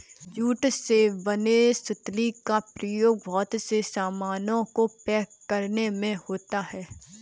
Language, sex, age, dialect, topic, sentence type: Hindi, female, 18-24, Kanauji Braj Bhasha, agriculture, statement